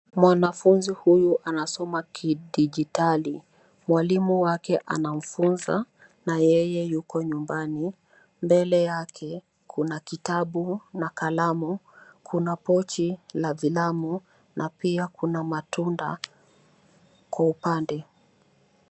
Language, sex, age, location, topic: Swahili, female, 25-35, Nairobi, education